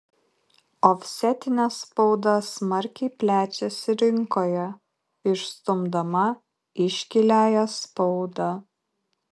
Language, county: Lithuanian, Kaunas